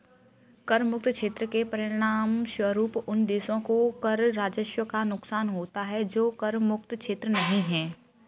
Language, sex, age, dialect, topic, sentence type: Hindi, female, 18-24, Kanauji Braj Bhasha, banking, statement